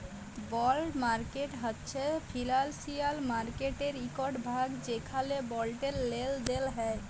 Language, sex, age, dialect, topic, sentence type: Bengali, female, 18-24, Jharkhandi, banking, statement